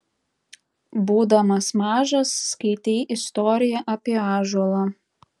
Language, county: Lithuanian, Tauragė